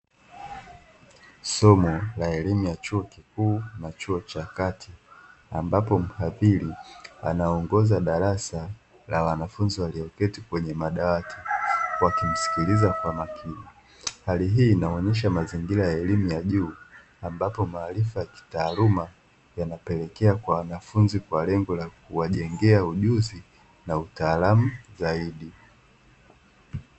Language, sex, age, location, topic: Swahili, male, 18-24, Dar es Salaam, education